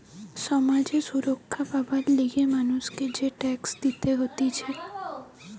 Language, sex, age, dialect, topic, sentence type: Bengali, female, 18-24, Western, banking, statement